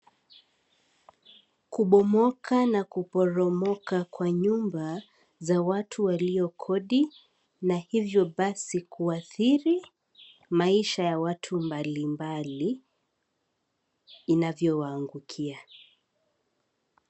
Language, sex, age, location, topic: Swahili, female, 18-24, Kisii, health